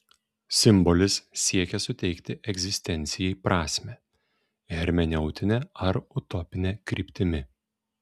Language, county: Lithuanian, Šiauliai